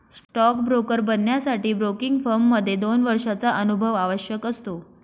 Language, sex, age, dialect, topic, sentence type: Marathi, female, 25-30, Northern Konkan, banking, statement